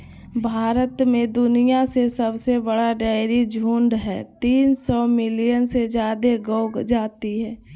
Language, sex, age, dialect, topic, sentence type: Magahi, female, 18-24, Southern, agriculture, statement